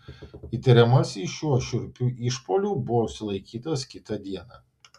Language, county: Lithuanian, Vilnius